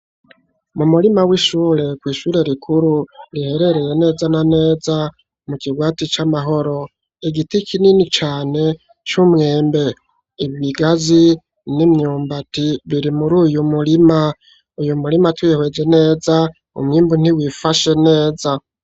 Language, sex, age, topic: Rundi, male, 25-35, education